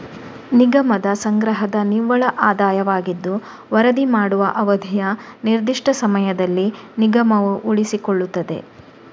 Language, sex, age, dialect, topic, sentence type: Kannada, female, 18-24, Coastal/Dakshin, banking, statement